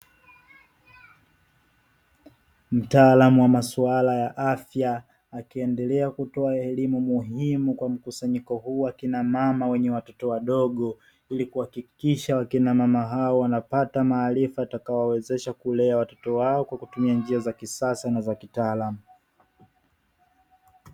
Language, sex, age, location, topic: Swahili, male, 25-35, Dar es Salaam, education